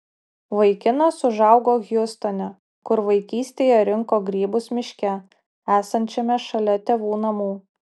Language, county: Lithuanian, Utena